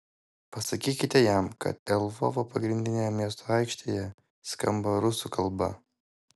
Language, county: Lithuanian, Vilnius